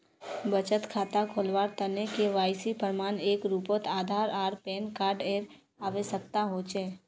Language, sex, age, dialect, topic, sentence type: Magahi, female, 18-24, Northeastern/Surjapuri, banking, statement